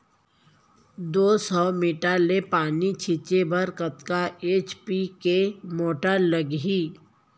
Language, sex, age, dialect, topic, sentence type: Chhattisgarhi, female, 31-35, Central, agriculture, question